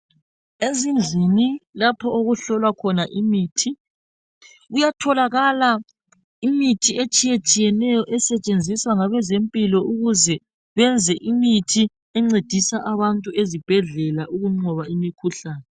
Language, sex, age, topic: North Ndebele, female, 36-49, health